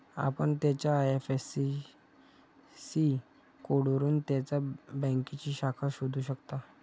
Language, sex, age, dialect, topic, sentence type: Marathi, male, 46-50, Standard Marathi, banking, statement